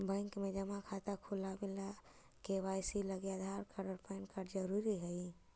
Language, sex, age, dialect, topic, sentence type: Magahi, male, 56-60, Central/Standard, banking, statement